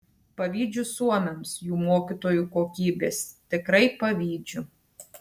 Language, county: Lithuanian, Tauragė